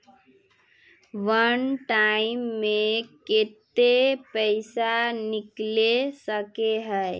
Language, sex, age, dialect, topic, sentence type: Magahi, female, 18-24, Northeastern/Surjapuri, banking, question